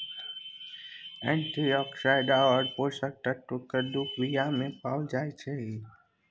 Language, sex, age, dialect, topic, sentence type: Maithili, male, 60-100, Bajjika, agriculture, statement